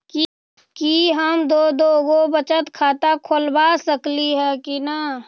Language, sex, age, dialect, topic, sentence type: Magahi, female, 36-40, Western, banking, question